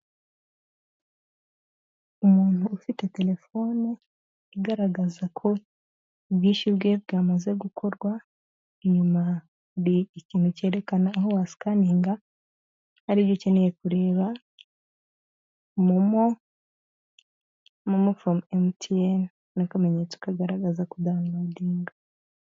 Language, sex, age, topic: Kinyarwanda, female, 18-24, finance